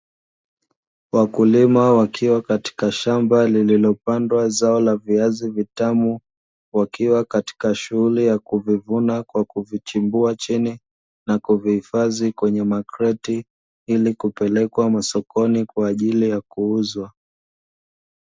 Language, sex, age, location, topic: Swahili, male, 25-35, Dar es Salaam, agriculture